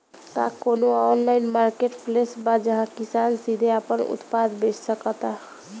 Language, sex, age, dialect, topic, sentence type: Bhojpuri, female, 18-24, Northern, agriculture, statement